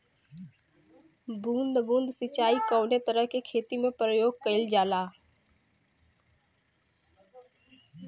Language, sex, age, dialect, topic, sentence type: Bhojpuri, female, 18-24, Western, agriculture, question